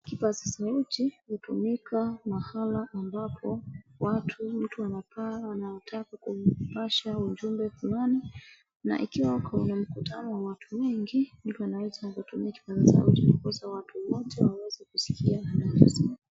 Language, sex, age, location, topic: Swahili, female, 25-35, Wajir, health